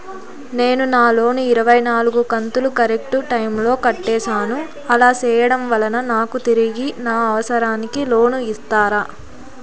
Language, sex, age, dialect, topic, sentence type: Telugu, female, 18-24, Southern, banking, question